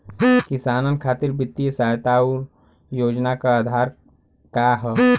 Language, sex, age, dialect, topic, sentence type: Bhojpuri, male, 18-24, Western, agriculture, question